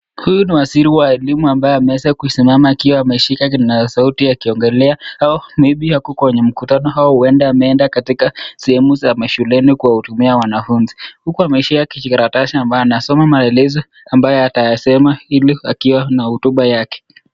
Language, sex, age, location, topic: Swahili, male, 25-35, Nakuru, education